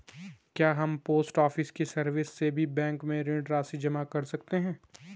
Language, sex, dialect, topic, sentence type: Hindi, male, Garhwali, banking, question